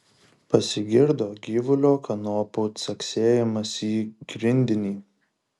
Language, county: Lithuanian, Šiauliai